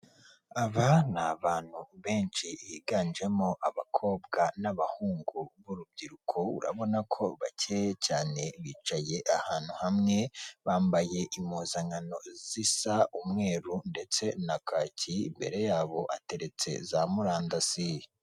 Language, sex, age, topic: Kinyarwanda, female, 36-49, government